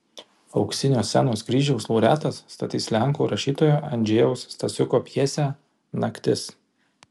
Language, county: Lithuanian, Kaunas